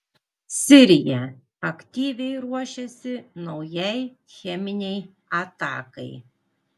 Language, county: Lithuanian, Klaipėda